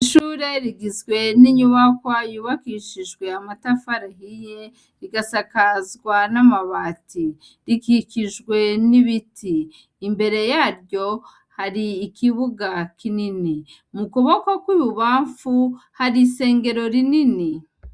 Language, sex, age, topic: Rundi, female, 36-49, education